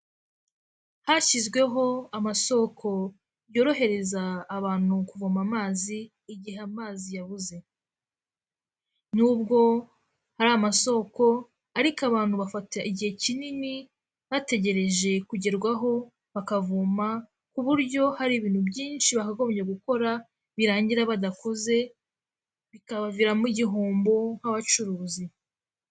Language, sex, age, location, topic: Kinyarwanda, female, 18-24, Kigali, health